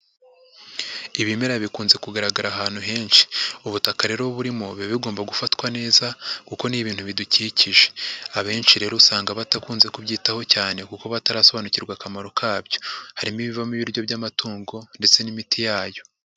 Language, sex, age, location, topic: Kinyarwanda, male, 25-35, Huye, agriculture